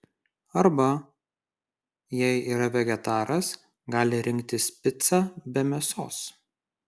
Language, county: Lithuanian, Kaunas